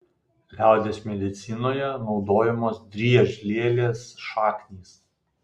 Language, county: Lithuanian, Vilnius